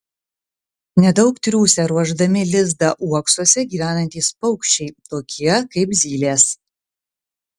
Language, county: Lithuanian, Vilnius